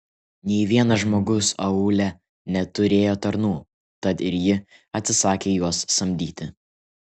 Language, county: Lithuanian, Kaunas